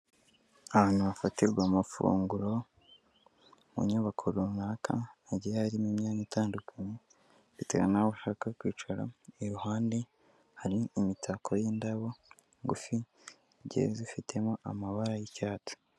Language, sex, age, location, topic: Kinyarwanda, male, 18-24, Kigali, finance